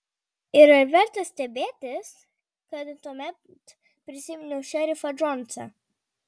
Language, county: Lithuanian, Vilnius